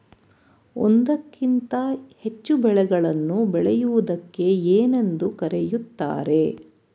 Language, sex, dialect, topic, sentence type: Kannada, female, Mysore Kannada, agriculture, question